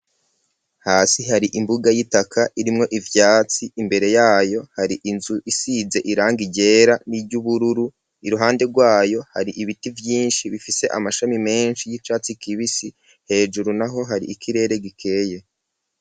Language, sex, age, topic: Rundi, male, 36-49, education